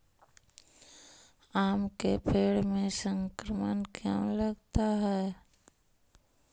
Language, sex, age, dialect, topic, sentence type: Magahi, female, 18-24, Central/Standard, agriculture, question